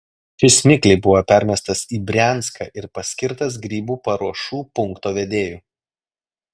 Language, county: Lithuanian, Klaipėda